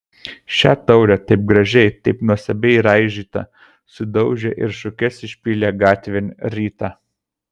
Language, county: Lithuanian, Kaunas